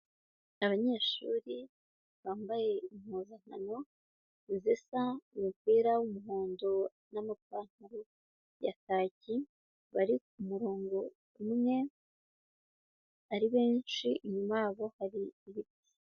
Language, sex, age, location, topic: Kinyarwanda, female, 25-35, Nyagatare, education